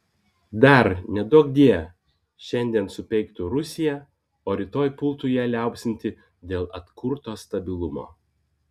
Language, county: Lithuanian, Vilnius